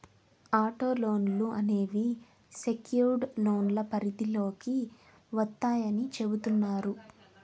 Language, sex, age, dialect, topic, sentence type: Telugu, female, 18-24, Southern, banking, statement